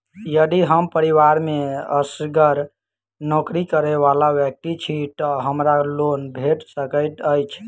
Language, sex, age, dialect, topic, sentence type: Maithili, male, 18-24, Southern/Standard, banking, question